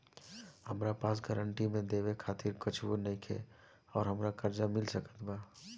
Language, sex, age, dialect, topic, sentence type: Bhojpuri, male, 18-24, Southern / Standard, banking, question